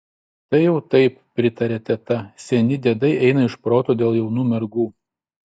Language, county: Lithuanian, Šiauliai